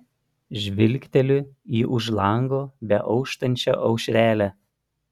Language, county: Lithuanian, Panevėžys